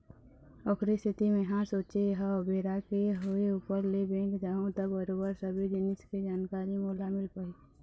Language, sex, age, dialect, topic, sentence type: Chhattisgarhi, female, 51-55, Eastern, banking, statement